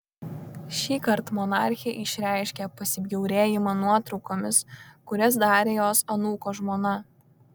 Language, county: Lithuanian, Kaunas